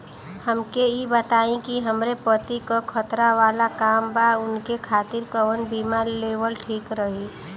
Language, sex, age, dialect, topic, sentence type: Bhojpuri, female, 25-30, Western, banking, question